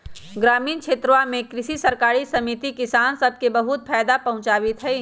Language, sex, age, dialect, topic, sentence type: Magahi, male, 18-24, Western, agriculture, statement